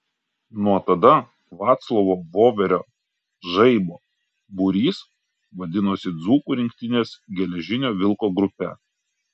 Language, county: Lithuanian, Kaunas